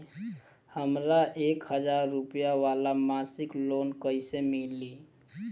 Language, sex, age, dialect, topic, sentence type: Bhojpuri, male, 18-24, Southern / Standard, banking, question